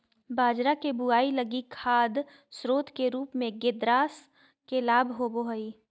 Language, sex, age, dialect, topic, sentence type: Magahi, female, 18-24, Southern, agriculture, statement